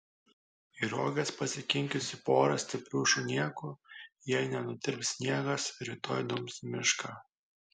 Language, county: Lithuanian, Kaunas